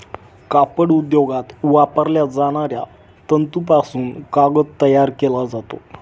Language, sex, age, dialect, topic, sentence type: Marathi, male, 25-30, Northern Konkan, agriculture, statement